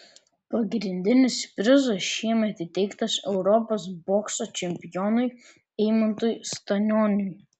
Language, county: Lithuanian, Vilnius